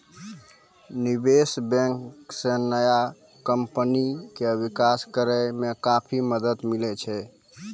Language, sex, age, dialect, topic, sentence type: Maithili, male, 18-24, Angika, banking, statement